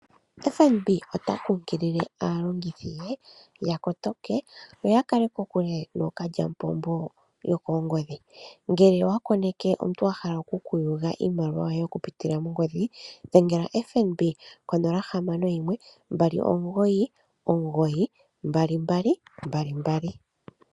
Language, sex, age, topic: Oshiwambo, female, 25-35, finance